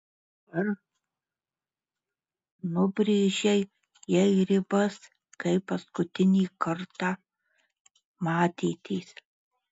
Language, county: Lithuanian, Marijampolė